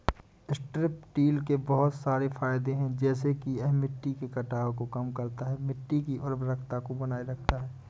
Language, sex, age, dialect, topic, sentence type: Hindi, male, 25-30, Awadhi Bundeli, agriculture, statement